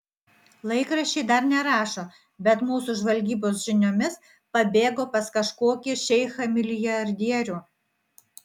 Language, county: Lithuanian, Vilnius